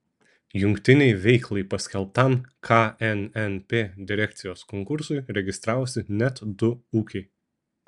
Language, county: Lithuanian, Šiauliai